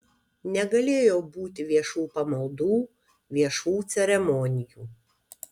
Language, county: Lithuanian, Kaunas